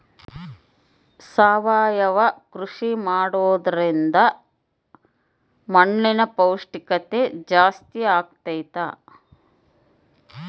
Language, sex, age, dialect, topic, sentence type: Kannada, female, 51-55, Central, agriculture, question